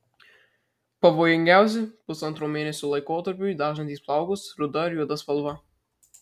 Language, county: Lithuanian, Marijampolė